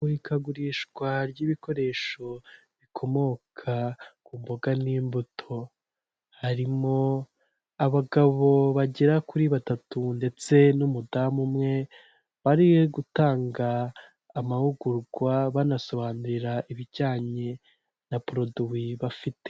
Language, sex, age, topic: Kinyarwanda, female, 18-24, finance